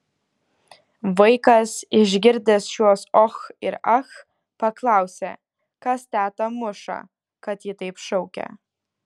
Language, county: Lithuanian, Kaunas